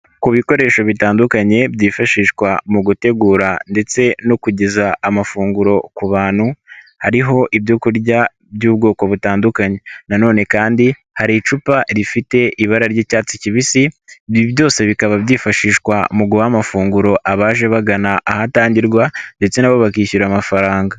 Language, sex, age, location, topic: Kinyarwanda, male, 18-24, Nyagatare, finance